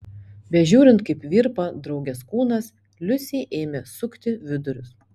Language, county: Lithuanian, Panevėžys